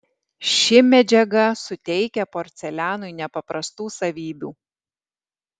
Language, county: Lithuanian, Alytus